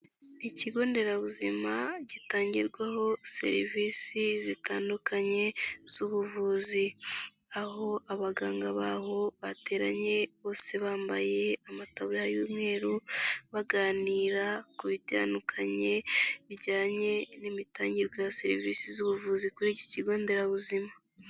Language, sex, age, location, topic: Kinyarwanda, female, 18-24, Nyagatare, health